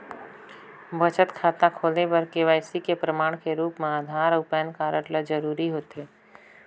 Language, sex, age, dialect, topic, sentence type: Chhattisgarhi, female, 25-30, Northern/Bhandar, banking, statement